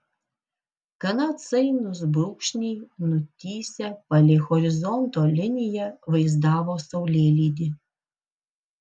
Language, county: Lithuanian, Kaunas